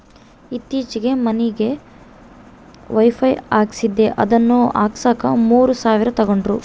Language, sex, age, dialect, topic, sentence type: Kannada, female, 18-24, Central, banking, statement